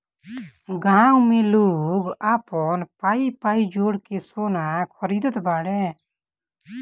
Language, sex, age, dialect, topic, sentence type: Bhojpuri, male, 18-24, Northern, banking, statement